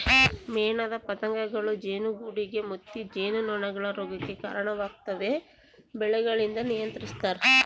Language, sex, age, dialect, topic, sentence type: Kannada, female, 18-24, Central, agriculture, statement